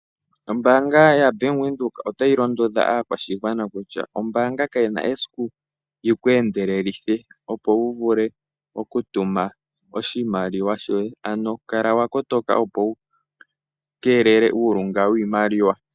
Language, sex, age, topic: Oshiwambo, male, 25-35, finance